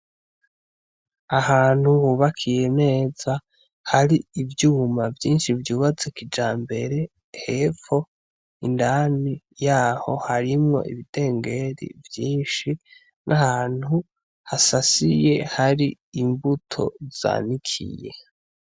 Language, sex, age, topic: Rundi, male, 18-24, agriculture